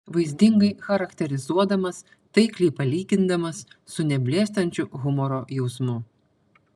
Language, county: Lithuanian, Panevėžys